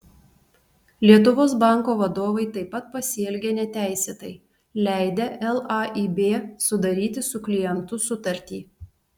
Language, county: Lithuanian, Telšiai